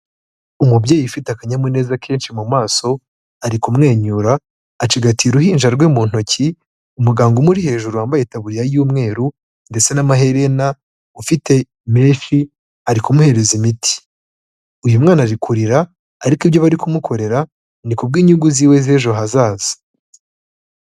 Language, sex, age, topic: Kinyarwanda, male, 18-24, health